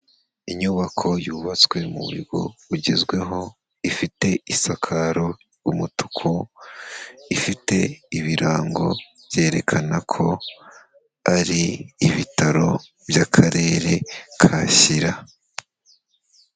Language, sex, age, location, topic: Kinyarwanda, male, 18-24, Kigali, health